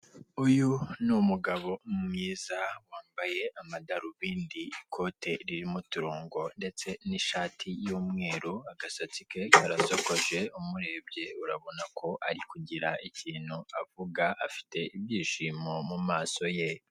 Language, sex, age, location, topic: Kinyarwanda, female, 36-49, Kigali, government